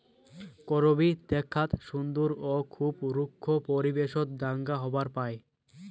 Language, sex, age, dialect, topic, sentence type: Bengali, male, 18-24, Rajbangshi, agriculture, statement